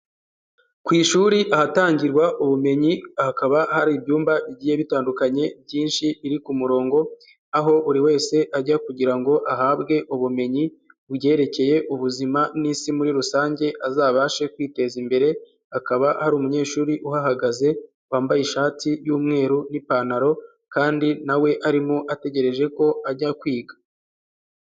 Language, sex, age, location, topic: Kinyarwanda, male, 18-24, Huye, education